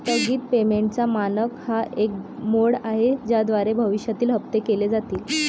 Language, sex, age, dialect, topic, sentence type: Marathi, male, 25-30, Varhadi, banking, statement